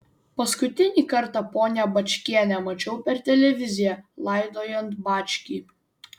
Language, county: Lithuanian, Vilnius